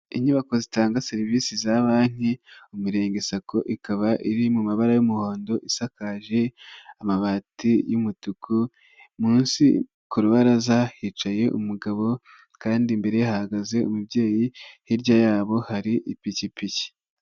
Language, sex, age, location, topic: Kinyarwanda, female, 18-24, Nyagatare, finance